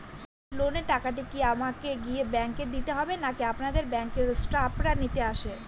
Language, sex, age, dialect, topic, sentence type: Bengali, female, 18-24, Northern/Varendri, banking, question